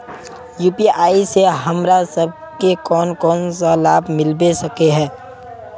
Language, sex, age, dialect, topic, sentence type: Magahi, male, 18-24, Northeastern/Surjapuri, banking, question